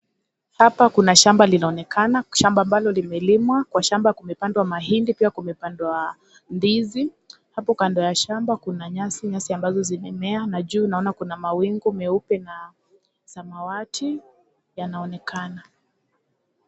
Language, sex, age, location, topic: Swahili, female, 25-35, Kisii, agriculture